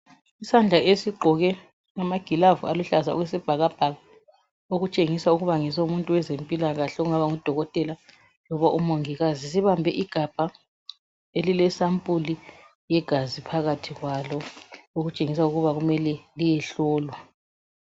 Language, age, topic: North Ndebele, 36-49, health